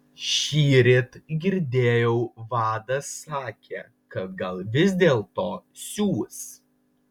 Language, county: Lithuanian, Vilnius